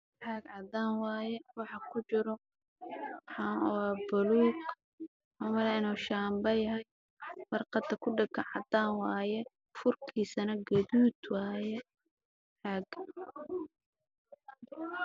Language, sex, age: Somali, male, 18-24